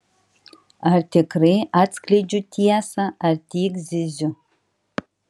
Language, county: Lithuanian, Kaunas